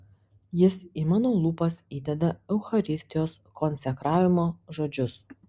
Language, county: Lithuanian, Panevėžys